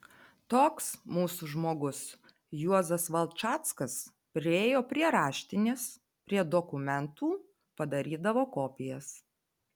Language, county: Lithuanian, Telšiai